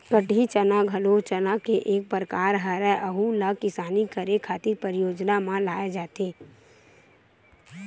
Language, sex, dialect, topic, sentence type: Chhattisgarhi, female, Western/Budati/Khatahi, agriculture, statement